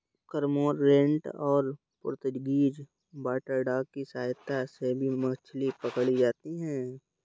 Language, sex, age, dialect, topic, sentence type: Hindi, male, 31-35, Awadhi Bundeli, agriculture, statement